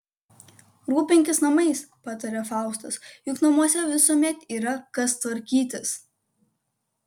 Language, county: Lithuanian, Kaunas